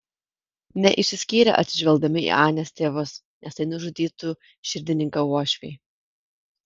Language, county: Lithuanian, Kaunas